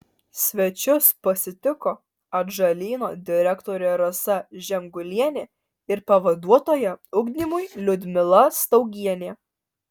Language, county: Lithuanian, Alytus